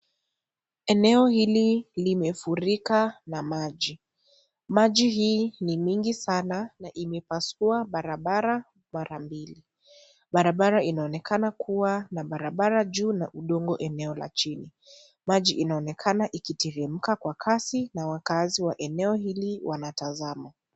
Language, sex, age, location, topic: Swahili, female, 50+, Kisii, health